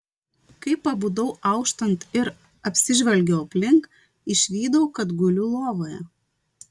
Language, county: Lithuanian, Vilnius